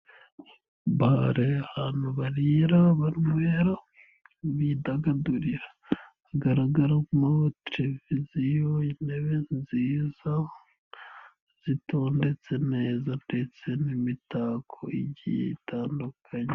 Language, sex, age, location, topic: Kinyarwanda, male, 18-24, Nyagatare, finance